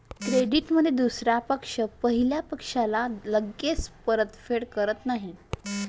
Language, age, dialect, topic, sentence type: Marathi, 18-24, Varhadi, banking, statement